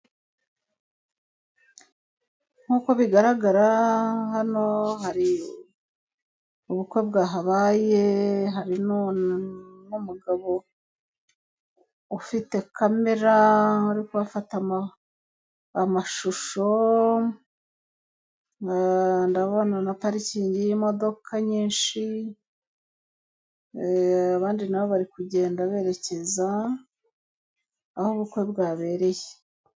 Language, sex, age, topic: Kinyarwanda, female, 18-24, government